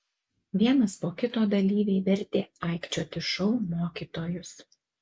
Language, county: Lithuanian, Alytus